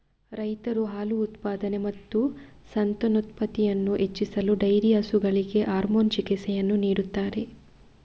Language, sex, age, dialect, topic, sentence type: Kannada, female, 25-30, Coastal/Dakshin, agriculture, statement